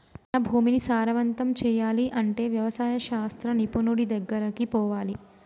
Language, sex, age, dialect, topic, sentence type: Telugu, female, 25-30, Telangana, agriculture, statement